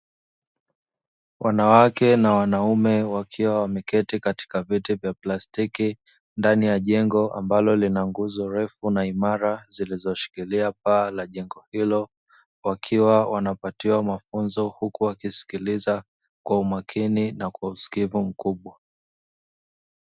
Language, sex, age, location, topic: Swahili, male, 25-35, Dar es Salaam, education